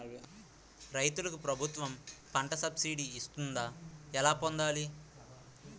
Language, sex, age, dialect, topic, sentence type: Telugu, male, 18-24, Utterandhra, agriculture, question